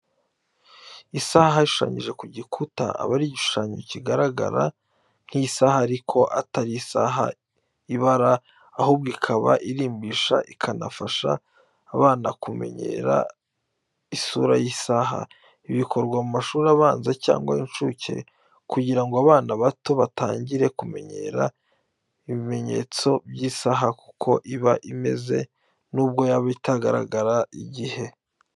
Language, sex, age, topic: Kinyarwanda, male, 25-35, education